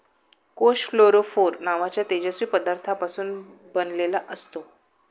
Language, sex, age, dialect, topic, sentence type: Marathi, female, 36-40, Standard Marathi, agriculture, statement